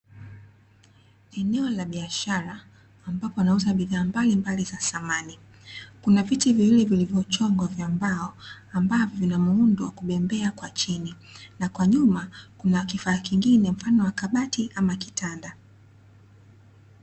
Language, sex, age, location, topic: Swahili, female, 25-35, Dar es Salaam, finance